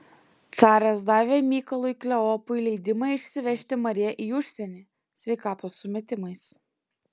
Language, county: Lithuanian, Klaipėda